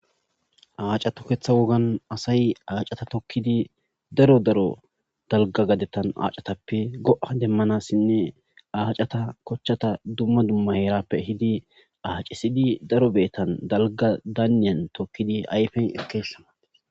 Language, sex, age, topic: Gamo, male, 25-35, agriculture